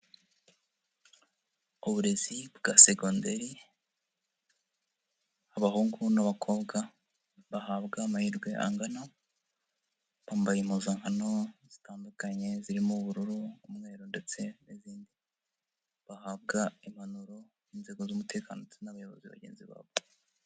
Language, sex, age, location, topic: Kinyarwanda, female, 50+, Nyagatare, education